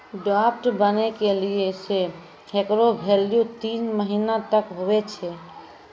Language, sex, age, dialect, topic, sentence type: Maithili, female, 18-24, Angika, banking, statement